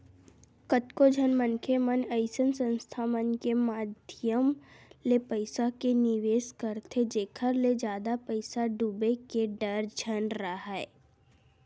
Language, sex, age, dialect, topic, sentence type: Chhattisgarhi, female, 18-24, Western/Budati/Khatahi, banking, statement